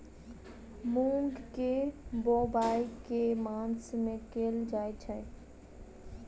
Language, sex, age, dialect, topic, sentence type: Maithili, female, 18-24, Southern/Standard, agriculture, question